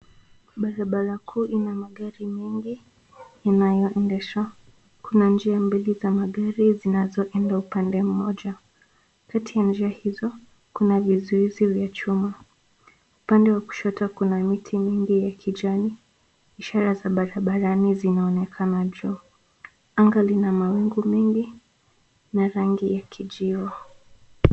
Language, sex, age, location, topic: Swahili, female, 18-24, Nairobi, government